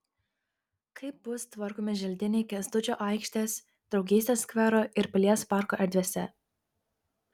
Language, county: Lithuanian, Kaunas